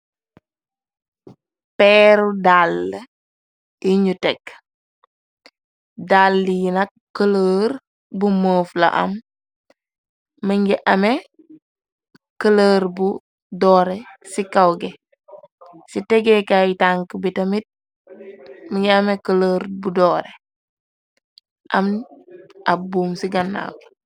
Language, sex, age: Wolof, female, 18-24